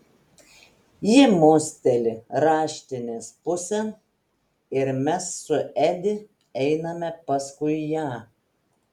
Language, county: Lithuanian, Telšiai